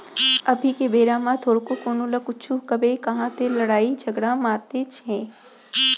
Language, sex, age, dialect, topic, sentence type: Chhattisgarhi, female, 25-30, Central, agriculture, statement